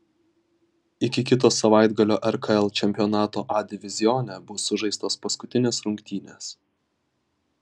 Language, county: Lithuanian, Vilnius